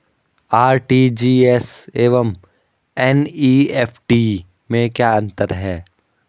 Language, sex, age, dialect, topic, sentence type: Hindi, male, 18-24, Garhwali, banking, question